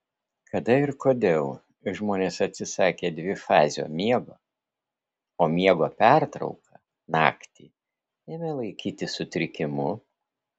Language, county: Lithuanian, Vilnius